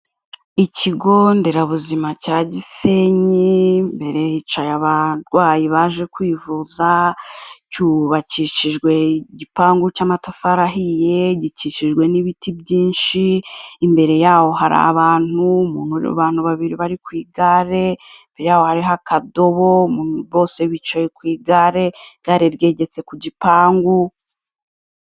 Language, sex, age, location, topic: Kinyarwanda, female, 25-35, Kigali, health